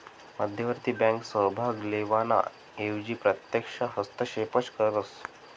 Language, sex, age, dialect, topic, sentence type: Marathi, male, 18-24, Northern Konkan, banking, statement